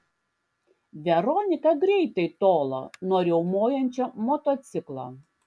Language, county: Lithuanian, Klaipėda